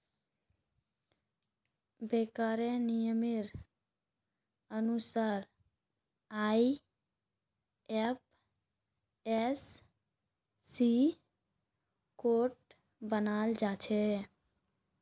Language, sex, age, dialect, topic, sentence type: Magahi, female, 18-24, Northeastern/Surjapuri, banking, statement